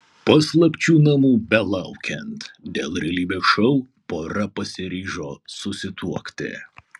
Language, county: Lithuanian, Kaunas